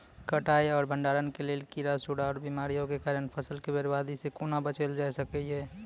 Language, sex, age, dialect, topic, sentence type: Maithili, male, 18-24, Angika, agriculture, question